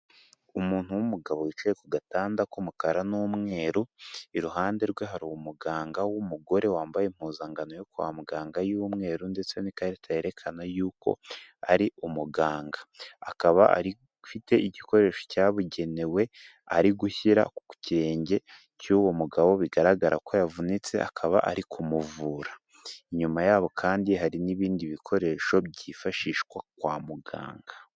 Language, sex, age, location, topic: Kinyarwanda, male, 18-24, Kigali, health